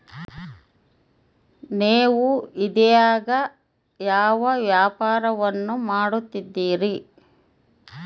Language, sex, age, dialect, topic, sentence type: Kannada, female, 51-55, Central, agriculture, question